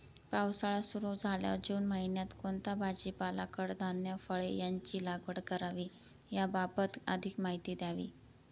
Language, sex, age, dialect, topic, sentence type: Marathi, female, 18-24, Northern Konkan, agriculture, question